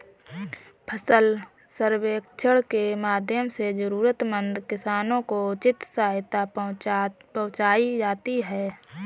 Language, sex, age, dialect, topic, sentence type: Hindi, female, 31-35, Marwari Dhudhari, agriculture, statement